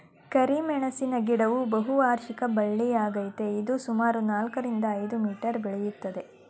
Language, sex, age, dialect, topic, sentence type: Kannada, female, 31-35, Mysore Kannada, agriculture, statement